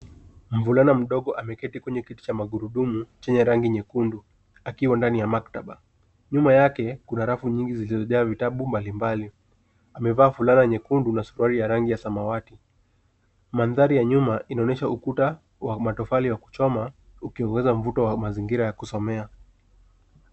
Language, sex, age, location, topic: Swahili, male, 18-24, Nairobi, education